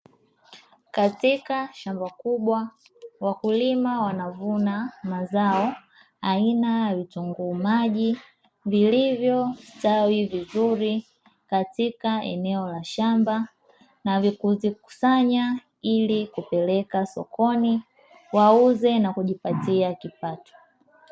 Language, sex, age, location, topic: Swahili, male, 18-24, Dar es Salaam, agriculture